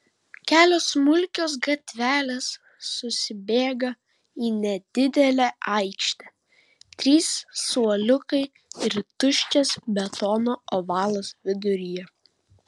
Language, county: Lithuanian, Vilnius